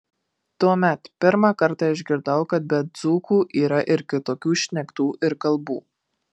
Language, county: Lithuanian, Marijampolė